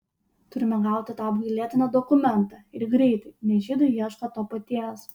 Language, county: Lithuanian, Utena